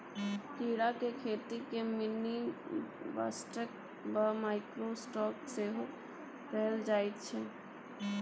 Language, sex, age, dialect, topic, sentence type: Maithili, female, 18-24, Bajjika, agriculture, statement